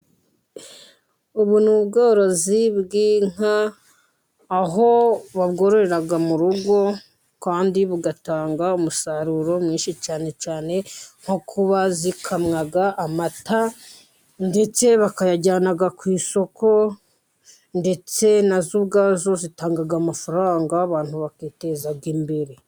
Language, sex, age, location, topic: Kinyarwanda, female, 50+, Musanze, agriculture